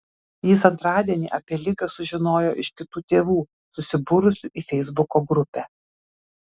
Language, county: Lithuanian, Kaunas